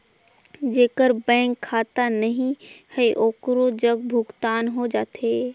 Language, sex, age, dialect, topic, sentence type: Chhattisgarhi, female, 18-24, Northern/Bhandar, banking, question